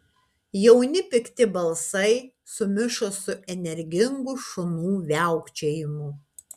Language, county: Lithuanian, Kaunas